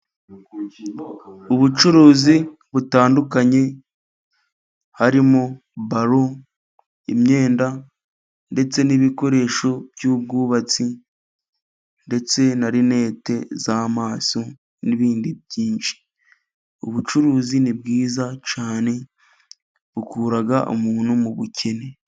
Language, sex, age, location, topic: Kinyarwanda, male, 25-35, Musanze, finance